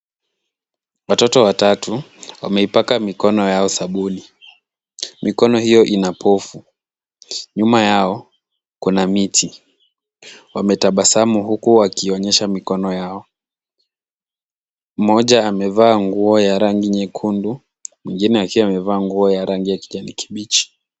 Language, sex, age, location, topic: Swahili, male, 25-35, Kisumu, health